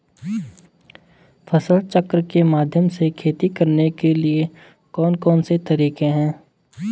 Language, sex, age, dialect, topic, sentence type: Hindi, male, 18-24, Garhwali, agriculture, question